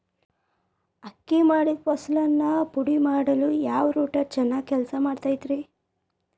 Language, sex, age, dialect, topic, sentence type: Kannada, female, 25-30, Dharwad Kannada, agriculture, question